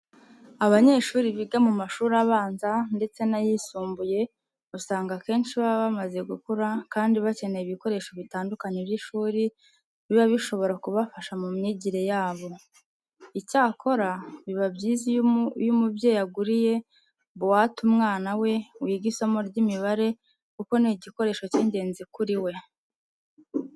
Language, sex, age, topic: Kinyarwanda, female, 25-35, education